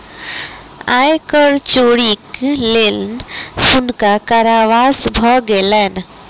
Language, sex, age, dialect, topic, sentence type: Maithili, female, 18-24, Southern/Standard, banking, statement